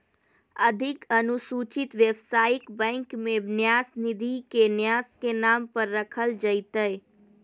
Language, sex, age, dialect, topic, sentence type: Magahi, female, 18-24, Southern, banking, statement